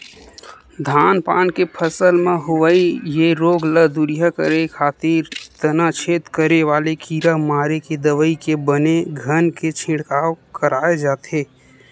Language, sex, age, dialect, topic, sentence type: Chhattisgarhi, male, 18-24, Western/Budati/Khatahi, agriculture, statement